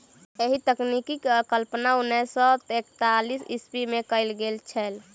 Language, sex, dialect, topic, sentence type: Maithili, female, Southern/Standard, agriculture, statement